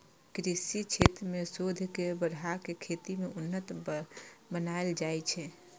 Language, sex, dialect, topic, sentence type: Maithili, female, Eastern / Thethi, agriculture, statement